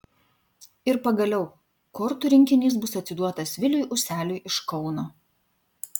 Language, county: Lithuanian, Vilnius